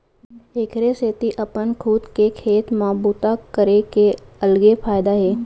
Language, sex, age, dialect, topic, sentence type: Chhattisgarhi, female, 25-30, Central, agriculture, statement